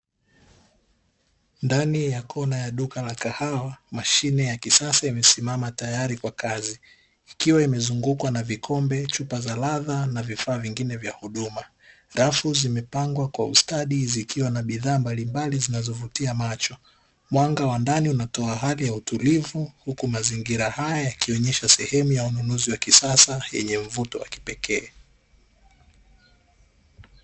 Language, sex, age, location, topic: Swahili, male, 18-24, Dar es Salaam, finance